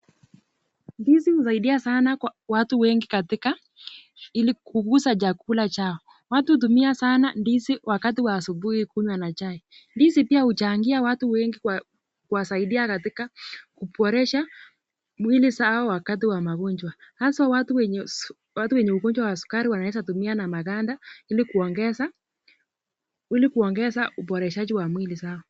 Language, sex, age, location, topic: Swahili, female, 18-24, Nakuru, agriculture